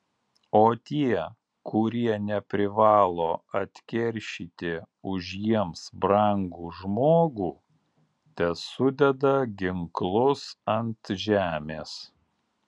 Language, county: Lithuanian, Alytus